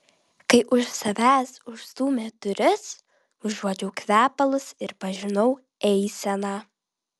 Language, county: Lithuanian, Vilnius